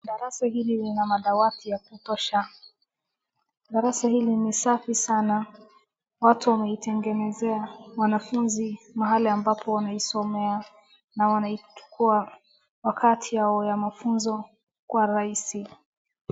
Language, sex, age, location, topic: Swahili, female, 36-49, Wajir, education